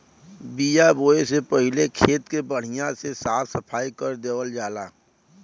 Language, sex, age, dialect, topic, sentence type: Bhojpuri, male, 25-30, Western, agriculture, statement